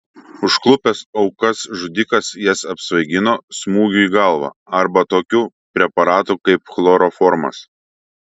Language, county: Lithuanian, Šiauliai